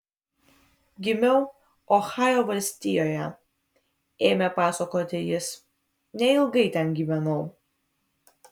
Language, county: Lithuanian, Vilnius